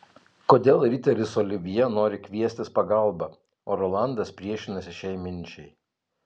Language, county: Lithuanian, Telšiai